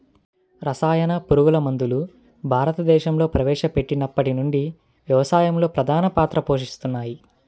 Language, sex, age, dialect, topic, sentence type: Telugu, male, 25-30, Central/Coastal, agriculture, statement